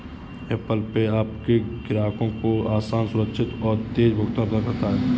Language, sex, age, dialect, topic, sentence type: Hindi, male, 25-30, Kanauji Braj Bhasha, banking, statement